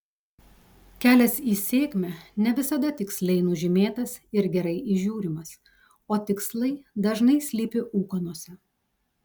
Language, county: Lithuanian, Telšiai